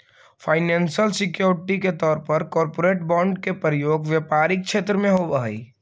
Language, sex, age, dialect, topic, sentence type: Magahi, male, 25-30, Central/Standard, banking, statement